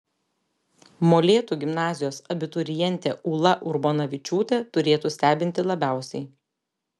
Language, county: Lithuanian, Telšiai